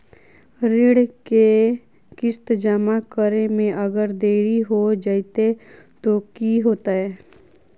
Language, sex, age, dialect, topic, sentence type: Magahi, female, 41-45, Southern, banking, question